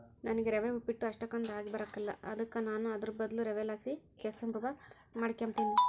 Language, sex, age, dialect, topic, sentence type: Kannada, female, 56-60, Central, agriculture, statement